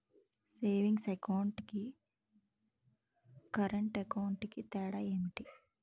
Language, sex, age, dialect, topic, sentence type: Telugu, female, 18-24, Utterandhra, banking, question